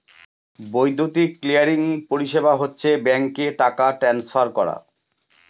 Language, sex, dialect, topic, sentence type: Bengali, male, Northern/Varendri, banking, statement